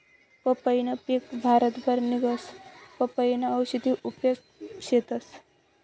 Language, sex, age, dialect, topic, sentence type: Marathi, male, 25-30, Northern Konkan, agriculture, statement